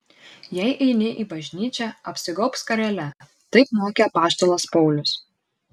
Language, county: Lithuanian, Šiauliai